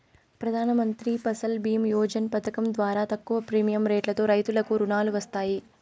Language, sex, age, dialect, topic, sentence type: Telugu, female, 18-24, Southern, agriculture, statement